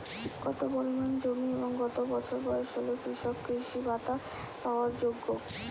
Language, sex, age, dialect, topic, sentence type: Bengali, female, 25-30, Northern/Varendri, agriculture, question